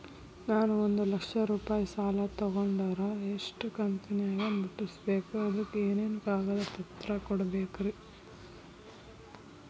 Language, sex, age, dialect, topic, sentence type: Kannada, female, 31-35, Dharwad Kannada, banking, question